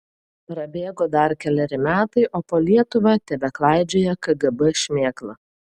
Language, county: Lithuanian, Vilnius